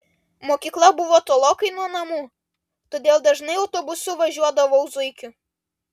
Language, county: Lithuanian, Vilnius